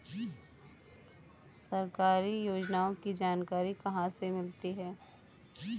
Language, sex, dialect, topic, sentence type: Hindi, female, Kanauji Braj Bhasha, agriculture, question